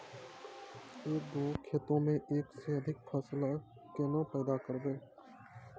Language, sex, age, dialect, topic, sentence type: Maithili, male, 18-24, Angika, agriculture, question